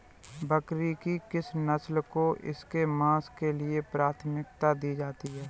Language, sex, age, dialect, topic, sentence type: Hindi, male, 25-30, Kanauji Braj Bhasha, agriculture, statement